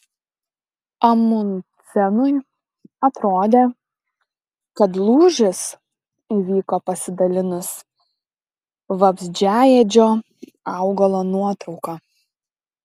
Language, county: Lithuanian, Šiauliai